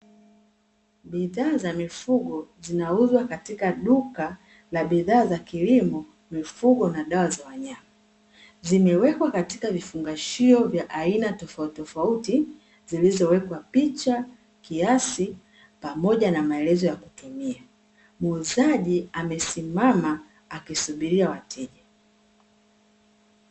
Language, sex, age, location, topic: Swahili, female, 25-35, Dar es Salaam, agriculture